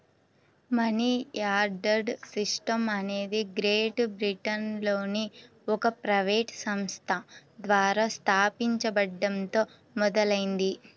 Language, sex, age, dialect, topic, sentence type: Telugu, female, 18-24, Central/Coastal, banking, statement